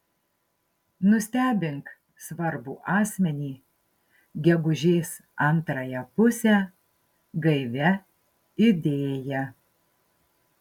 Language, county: Lithuanian, Marijampolė